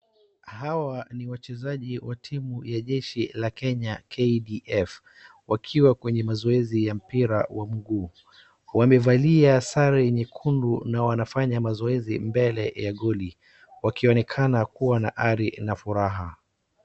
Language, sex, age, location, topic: Swahili, male, 36-49, Wajir, government